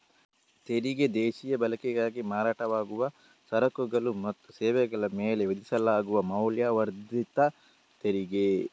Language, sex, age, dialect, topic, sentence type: Kannada, male, 18-24, Coastal/Dakshin, banking, statement